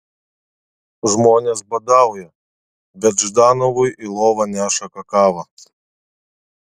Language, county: Lithuanian, Vilnius